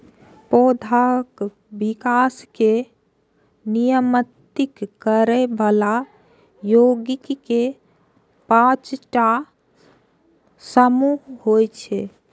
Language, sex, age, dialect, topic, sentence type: Maithili, female, 56-60, Eastern / Thethi, agriculture, statement